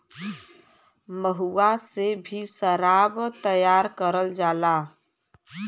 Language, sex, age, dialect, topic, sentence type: Bhojpuri, female, <18, Western, agriculture, statement